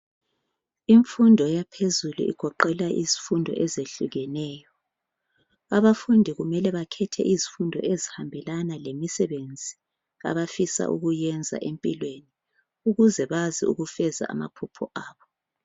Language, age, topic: North Ndebele, 36-49, education